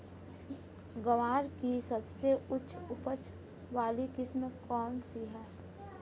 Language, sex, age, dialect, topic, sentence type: Hindi, female, 18-24, Marwari Dhudhari, agriculture, question